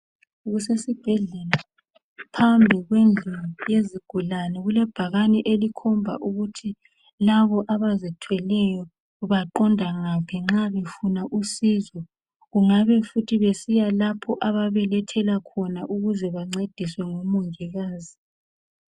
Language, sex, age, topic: North Ndebele, female, 36-49, health